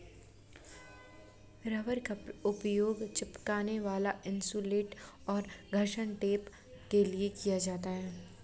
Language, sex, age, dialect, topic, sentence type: Hindi, female, 60-100, Awadhi Bundeli, agriculture, statement